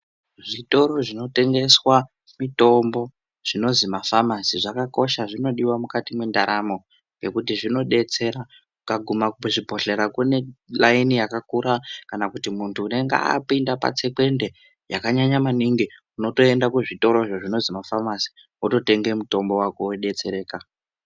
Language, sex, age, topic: Ndau, male, 18-24, health